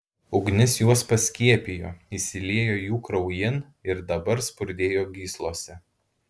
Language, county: Lithuanian, Alytus